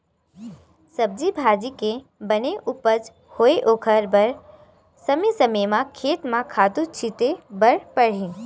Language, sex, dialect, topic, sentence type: Chhattisgarhi, female, Western/Budati/Khatahi, agriculture, statement